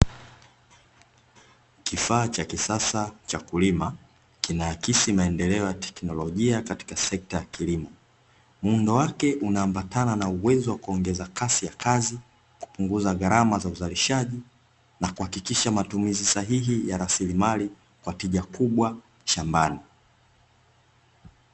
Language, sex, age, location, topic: Swahili, male, 18-24, Dar es Salaam, agriculture